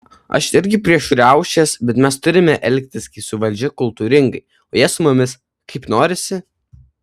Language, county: Lithuanian, Kaunas